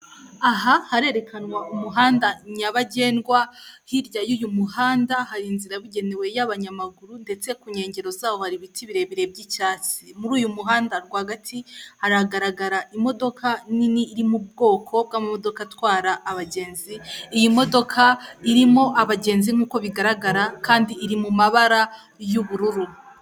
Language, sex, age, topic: Kinyarwanda, female, 18-24, government